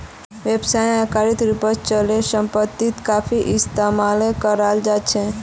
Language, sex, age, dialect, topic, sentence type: Magahi, female, 18-24, Northeastern/Surjapuri, banking, statement